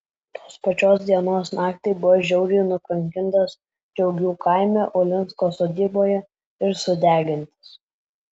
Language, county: Lithuanian, Alytus